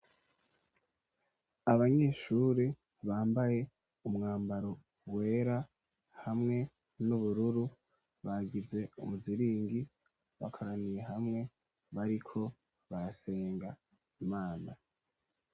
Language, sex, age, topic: Rundi, female, 18-24, education